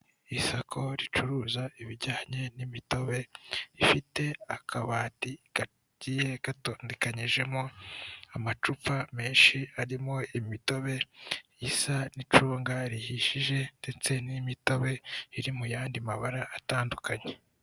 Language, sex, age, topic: Kinyarwanda, male, 18-24, finance